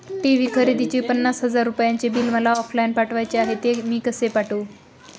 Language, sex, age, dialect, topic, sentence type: Marathi, female, 25-30, Northern Konkan, banking, question